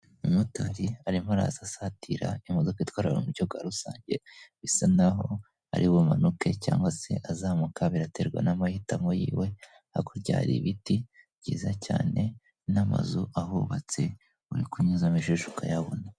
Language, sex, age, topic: Kinyarwanda, female, 18-24, government